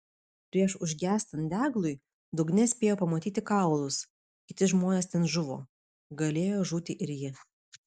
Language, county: Lithuanian, Vilnius